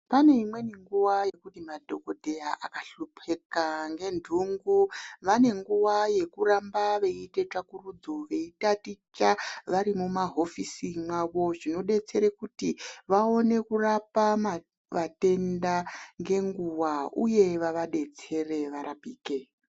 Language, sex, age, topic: Ndau, male, 25-35, health